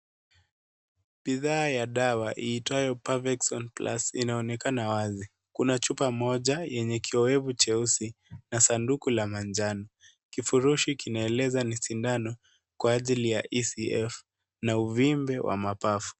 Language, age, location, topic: Swahili, 36-49, Nairobi, health